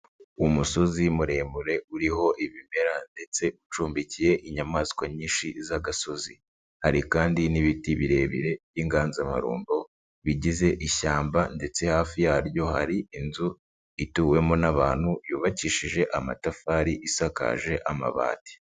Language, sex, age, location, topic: Kinyarwanda, male, 36-49, Nyagatare, agriculture